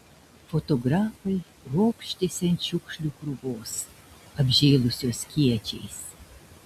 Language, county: Lithuanian, Šiauliai